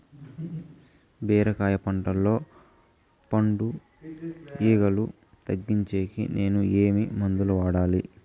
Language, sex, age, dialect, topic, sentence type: Telugu, male, 18-24, Southern, agriculture, question